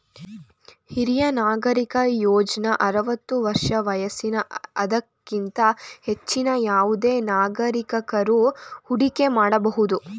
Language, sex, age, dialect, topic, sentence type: Kannada, female, 46-50, Mysore Kannada, banking, statement